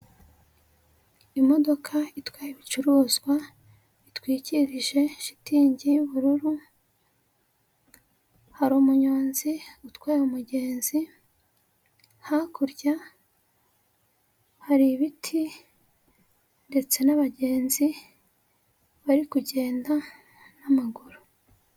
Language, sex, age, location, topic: Kinyarwanda, female, 25-35, Huye, government